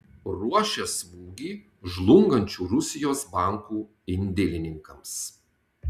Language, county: Lithuanian, Tauragė